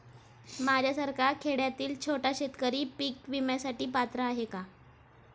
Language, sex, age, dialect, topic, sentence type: Marathi, female, 18-24, Standard Marathi, agriculture, question